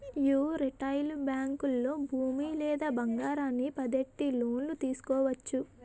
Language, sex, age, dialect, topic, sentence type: Telugu, female, 18-24, Utterandhra, banking, statement